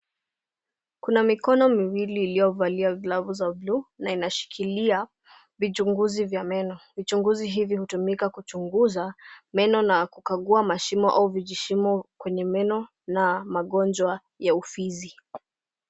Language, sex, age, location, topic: Swahili, female, 18-24, Nairobi, health